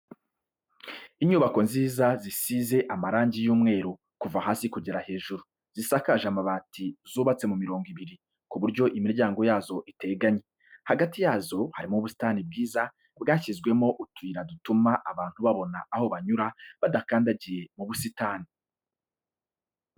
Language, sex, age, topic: Kinyarwanda, male, 25-35, education